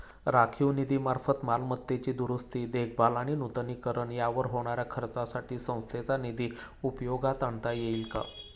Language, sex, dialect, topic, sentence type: Marathi, male, Standard Marathi, banking, question